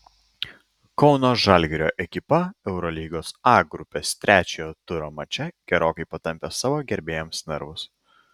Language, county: Lithuanian, Klaipėda